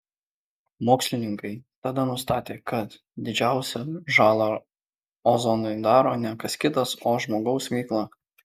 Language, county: Lithuanian, Kaunas